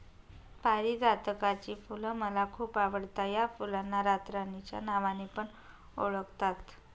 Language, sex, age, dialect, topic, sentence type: Marathi, female, 18-24, Northern Konkan, agriculture, statement